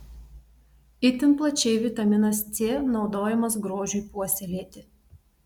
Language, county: Lithuanian, Telšiai